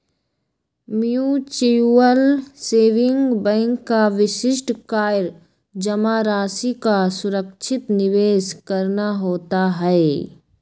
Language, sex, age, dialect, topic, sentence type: Magahi, female, 25-30, Western, banking, statement